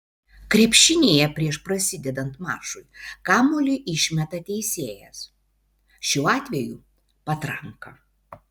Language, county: Lithuanian, Vilnius